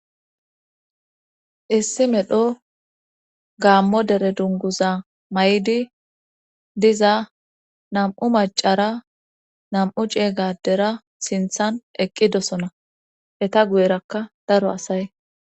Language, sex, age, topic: Gamo, female, 25-35, government